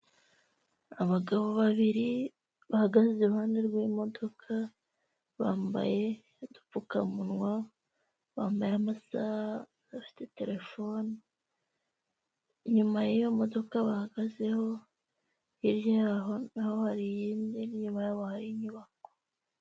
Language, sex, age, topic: Kinyarwanda, female, 18-24, finance